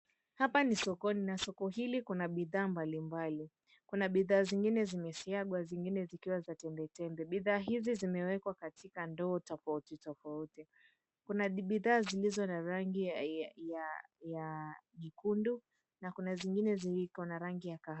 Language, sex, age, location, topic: Swahili, female, 18-24, Mombasa, agriculture